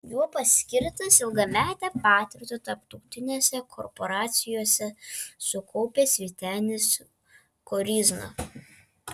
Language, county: Lithuanian, Vilnius